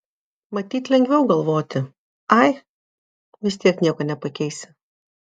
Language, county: Lithuanian, Vilnius